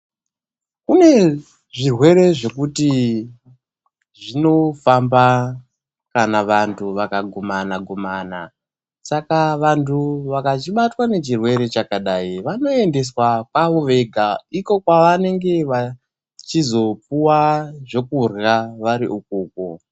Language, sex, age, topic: Ndau, male, 18-24, health